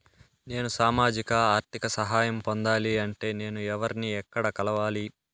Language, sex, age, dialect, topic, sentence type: Telugu, male, 18-24, Southern, banking, question